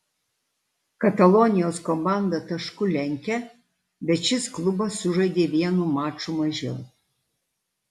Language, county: Lithuanian, Alytus